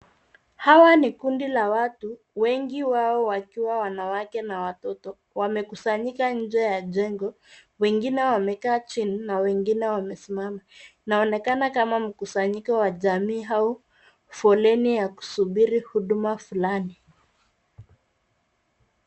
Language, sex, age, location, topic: Swahili, female, 36-49, Nairobi, health